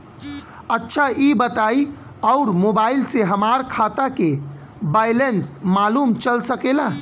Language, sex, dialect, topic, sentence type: Bhojpuri, male, Southern / Standard, banking, question